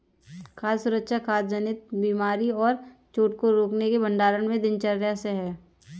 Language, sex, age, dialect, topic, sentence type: Hindi, female, 18-24, Kanauji Braj Bhasha, agriculture, statement